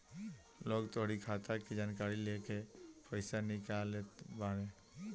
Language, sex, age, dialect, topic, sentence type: Bhojpuri, male, 18-24, Northern, banking, statement